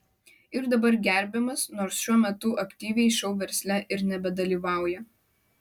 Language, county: Lithuanian, Vilnius